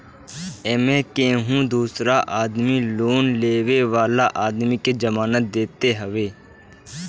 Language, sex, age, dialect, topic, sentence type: Bhojpuri, male, 18-24, Northern, banking, statement